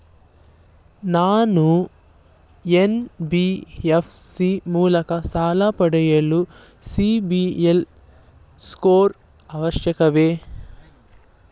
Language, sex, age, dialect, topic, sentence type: Kannada, male, 18-24, Mysore Kannada, banking, question